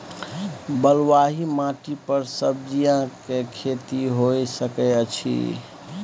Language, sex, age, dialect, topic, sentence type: Maithili, male, 31-35, Bajjika, agriculture, question